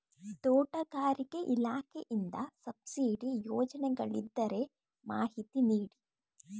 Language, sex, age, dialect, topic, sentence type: Kannada, female, 18-24, Mysore Kannada, agriculture, question